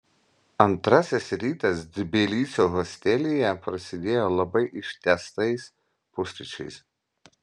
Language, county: Lithuanian, Vilnius